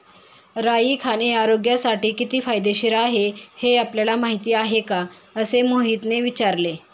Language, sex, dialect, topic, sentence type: Marathi, female, Standard Marathi, agriculture, statement